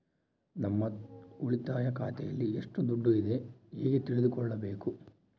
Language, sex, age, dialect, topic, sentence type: Kannada, male, 18-24, Central, banking, question